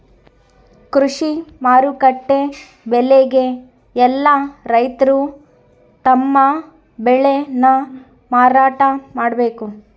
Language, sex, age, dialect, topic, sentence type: Kannada, female, 18-24, Central, agriculture, statement